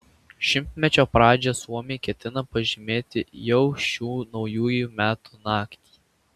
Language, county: Lithuanian, Vilnius